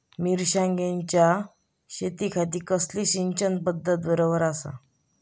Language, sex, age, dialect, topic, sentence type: Marathi, male, 31-35, Southern Konkan, agriculture, question